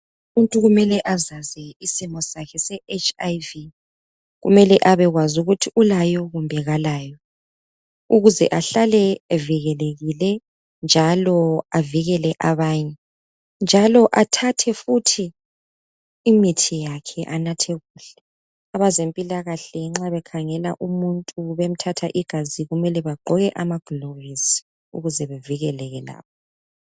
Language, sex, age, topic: North Ndebele, female, 25-35, health